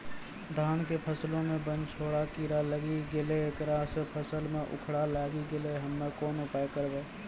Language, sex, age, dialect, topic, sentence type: Maithili, male, 18-24, Angika, agriculture, question